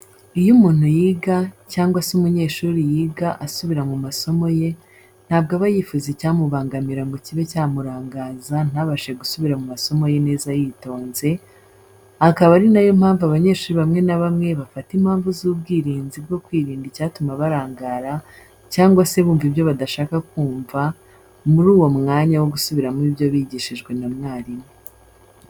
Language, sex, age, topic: Kinyarwanda, female, 25-35, education